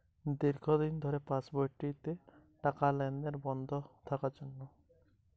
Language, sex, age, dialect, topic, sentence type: Bengali, male, 18-24, Jharkhandi, banking, question